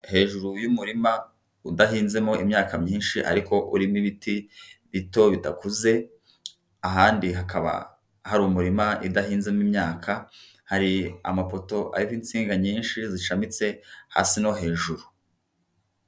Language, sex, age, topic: Kinyarwanda, female, 50+, government